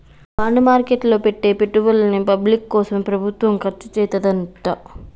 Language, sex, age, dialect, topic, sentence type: Telugu, female, 25-30, Telangana, banking, statement